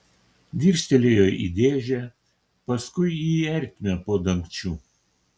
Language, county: Lithuanian, Kaunas